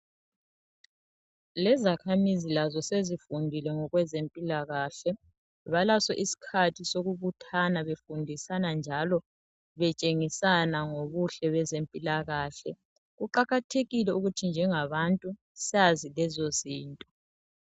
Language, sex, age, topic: North Ndebele, male, 36-49, health